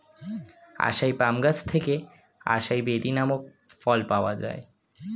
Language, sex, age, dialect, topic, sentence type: Bengali, male, 18-24, Standard Colloquial, agriculture, statement